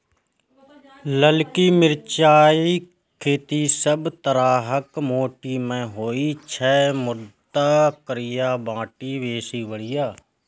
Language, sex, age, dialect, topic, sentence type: Maithili, male, 25-30, Eastern / Thethi, agriculture, statement